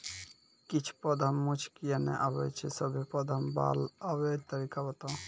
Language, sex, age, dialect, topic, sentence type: Maithili, male, 18-24, Angika, agriculture, question